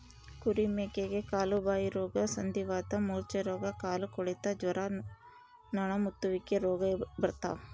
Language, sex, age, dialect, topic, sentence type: Kannada, female, 18-24, Central, agriculture, statement